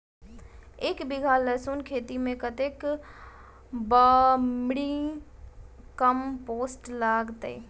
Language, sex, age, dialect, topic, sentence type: Maithili, female, 18-24, Southern/Standard, agriculture, question